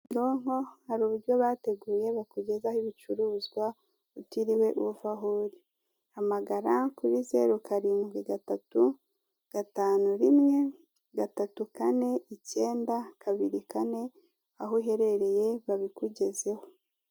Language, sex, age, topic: Kinyarwanda, female, 36-49, finance